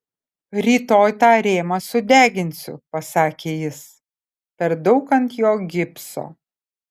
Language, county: Lithuanian, Kaunas